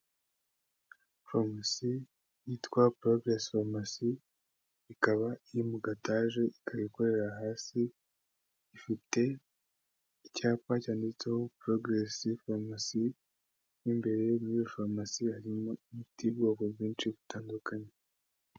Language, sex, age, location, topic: Kinyarwanda, female, 18-24, Kigali, health